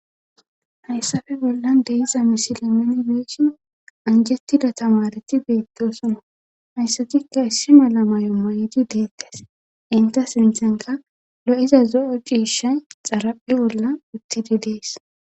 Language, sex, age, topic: Gamo, female, 25-35, government